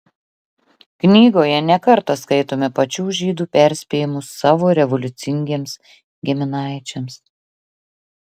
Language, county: Lithuanian, Klaipėda